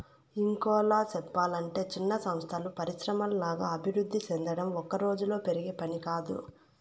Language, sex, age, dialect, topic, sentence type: Telugu, female, 25-30, Southern, banking, statement